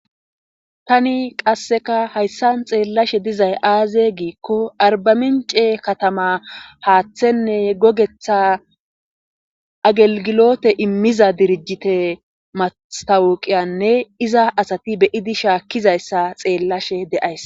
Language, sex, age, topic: Gamo, female, 25-35, government